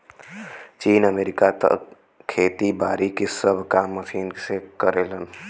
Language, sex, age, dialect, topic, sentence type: Bhojpuri, female, 18-24, Western, agriculture, statement